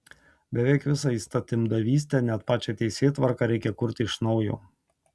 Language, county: Lithuanian, Tauragė